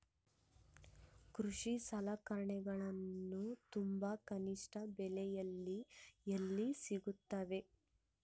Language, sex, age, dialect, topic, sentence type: Kannada, female, 18-24, Central, agriculture, question